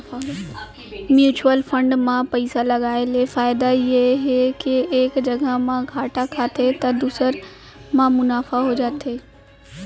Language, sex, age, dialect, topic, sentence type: Chhattisgarhi, female, 18-24, Central, banking, statement